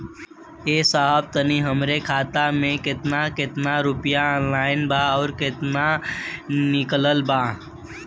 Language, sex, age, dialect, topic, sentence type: Bhojpuri, female, 18-24, Western, banking, question